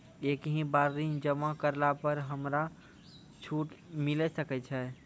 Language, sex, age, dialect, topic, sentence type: Maithili, male, 18-24, Angika, banking, question